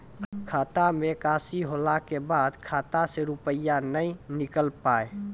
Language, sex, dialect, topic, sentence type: Maithili, male, Angika, banking, question